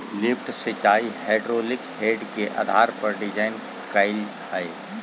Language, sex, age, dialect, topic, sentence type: Magahi, male, 36-40, Southern, agriculture, statement